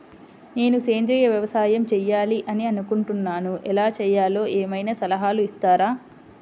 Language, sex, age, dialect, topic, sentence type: Telugu, female, 25-30, Central/Coastal, agriculture, question